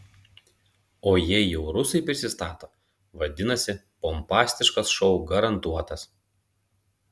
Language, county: Lithuanian, Panevėžys